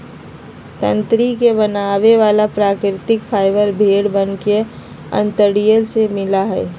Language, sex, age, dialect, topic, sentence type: Magahi, female, 51-55, Western, agriculture, statement